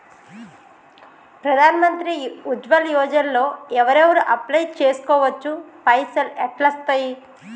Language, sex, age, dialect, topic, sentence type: Telugu, female, 36-40, Telangana, banking, question